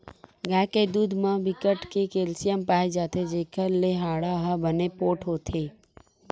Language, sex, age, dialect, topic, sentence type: Chhattisgarhi, female, 41-45, Western/Budati/Khatahi, agriculture, statement